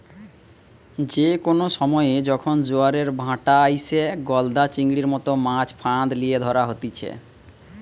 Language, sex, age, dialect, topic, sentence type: Bengali, male, 31-35, Western, agriculture, statement